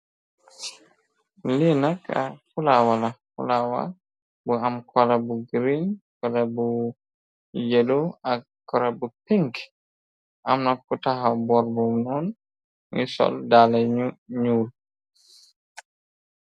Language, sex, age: Wolof, male, 25-35